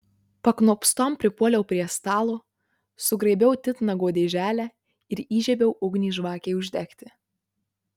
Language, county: Lithuanian, Marijampolė